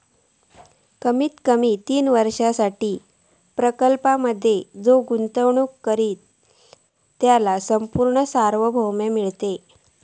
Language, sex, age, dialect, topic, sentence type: Marathi, female, 41-45, Southern Konkan, banking, statement